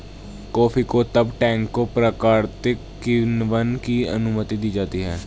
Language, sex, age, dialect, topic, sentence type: Hindi, male, 18-24, Hindustani Malvi Khadi Boli, agriculture, statement